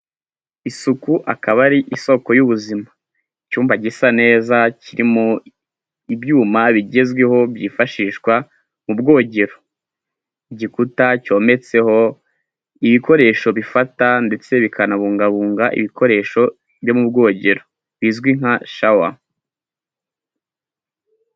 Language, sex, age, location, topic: Kinyarwanda, male, 18-24, Huye, health